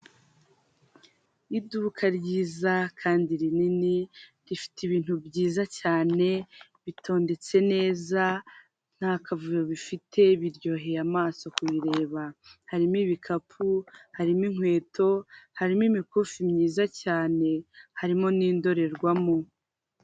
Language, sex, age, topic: Kinyarwanda, female, 25-35, finance